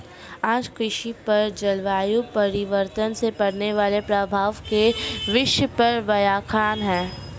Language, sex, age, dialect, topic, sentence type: Hindi, female, 18-24, Marwari Dhudhari, agriculture, statement